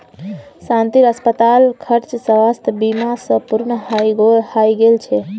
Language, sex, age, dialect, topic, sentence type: Magahi, female, 18-24, Northeastern/Surjapuri, banking, statement